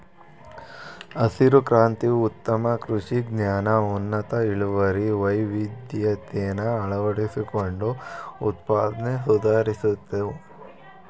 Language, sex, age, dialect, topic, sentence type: Kannada, female, 18-24, Mysore Kannada, agriculture, statement